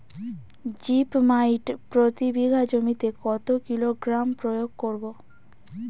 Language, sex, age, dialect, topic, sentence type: Bengali, female, 18-24, Standard Colloquial, agriculture, question